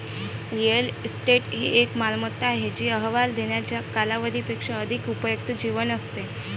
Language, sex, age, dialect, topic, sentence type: Marathi, female, 25-30, Varhadi, banking, statement